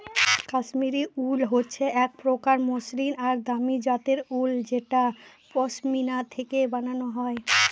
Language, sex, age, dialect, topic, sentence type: Bengali, female, 18-24, Northern/Varendri, agriculture, statement